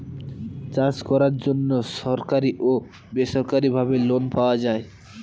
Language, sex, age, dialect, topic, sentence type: Bengali, male, 18-24, Northern/Varendri, agriculture, statement